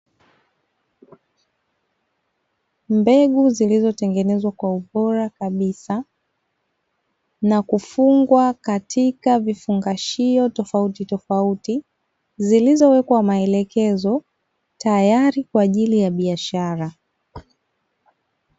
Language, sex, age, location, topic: Swahili, female, 25-35, Dar es Salaam, agriculture